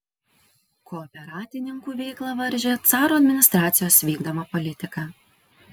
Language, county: Lithuanian, Vilnius